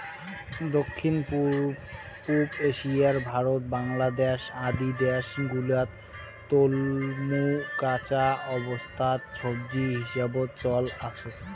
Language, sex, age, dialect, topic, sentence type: Bengali, male, 60-100, Rajbangshi, agriculture, statement